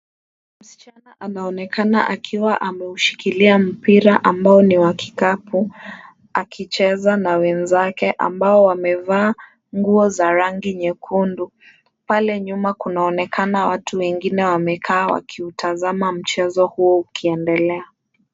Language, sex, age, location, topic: Swahili, female, 18-24, Kisumu, government